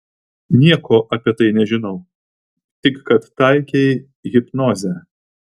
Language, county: Lithuanian, Vilnius